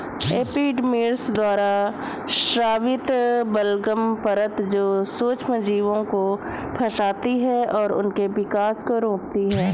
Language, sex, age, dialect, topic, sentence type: Hindi, female, 25-30, Awadhi Bundeli, agriculture, statement